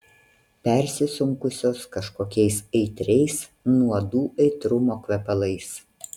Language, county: Lithuanian, Vilnius